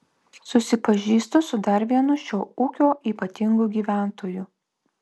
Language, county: Lithuanian, Vilnius